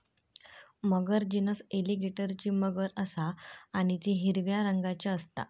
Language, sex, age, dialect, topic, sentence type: Marathi, female, 18-24, Southern Konkan, agriculture, statement